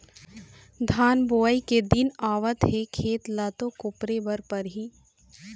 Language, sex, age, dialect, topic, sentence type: Chhattisgarhi, female, 18-24, Eastern, agriculture, statement